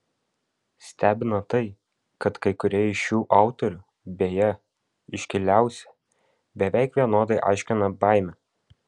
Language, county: Lithuanian, Vilnius